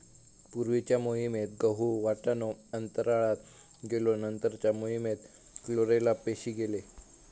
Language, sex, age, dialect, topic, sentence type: Marathi, male, 18-24, Southern Konkan, agriculture, statement